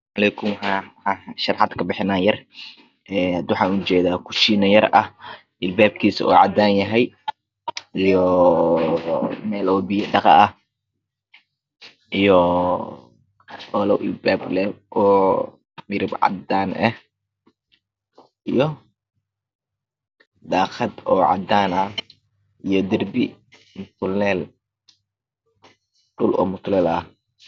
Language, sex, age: Somali, male, 25-35